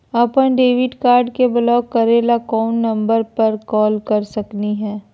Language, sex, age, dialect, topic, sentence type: Magahi, female, 36-40, Southern, banking, question